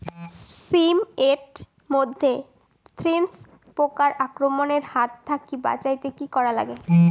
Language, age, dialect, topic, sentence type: Bengali, <18, Rajbangshi, agriculture, question